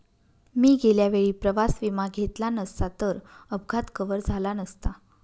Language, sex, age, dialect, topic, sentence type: Marathi, female, 31-35, Northern Konkan, banking, statement